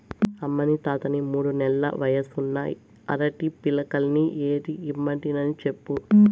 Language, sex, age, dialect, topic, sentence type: Telugu, female, 18-24, Southern, agriculture, statement